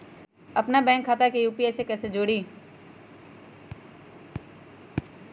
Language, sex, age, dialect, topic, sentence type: Magahi, female, 25-30, Western, banking, question